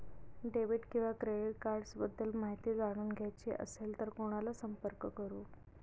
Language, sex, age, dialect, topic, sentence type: Marathi, female, 31-35, Northern Konkan, banking, question